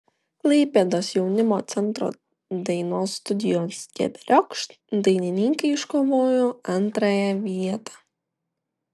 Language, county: Lithuanian, Vilnius